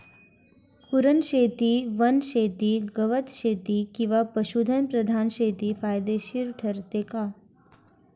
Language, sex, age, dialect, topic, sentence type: Marathi, female, 18-24, Standard Marathi, agriculture, question